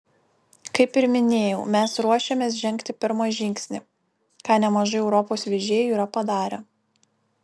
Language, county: Lithuanian, Kaunas